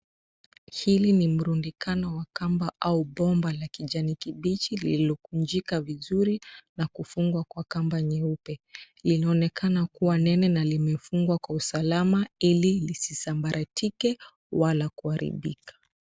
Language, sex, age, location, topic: Swahili, female, 25-35, Nairobi, government